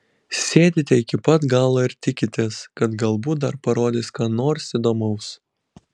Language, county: Lithuanian, Kaunas